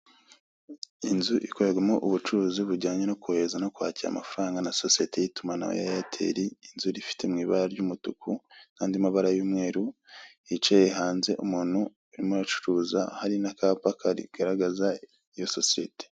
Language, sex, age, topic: Kinyarwanda, male, 25-35, finance